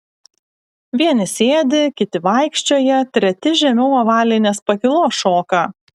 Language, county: Lithuanian, Alytus